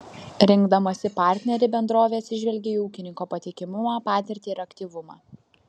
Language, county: Lithuanian, Vilnius